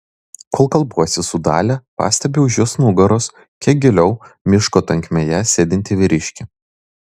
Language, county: Lithuanian, Vilnius